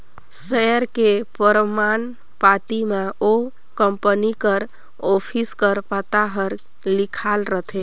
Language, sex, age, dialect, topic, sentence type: Chhattisgarhi, female, 25-30, Northern/Bhandar, banking, statement